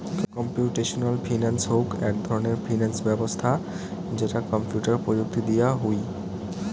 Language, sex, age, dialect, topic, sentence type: Bengali, male, 18-24, Rajbangshi, banking, statement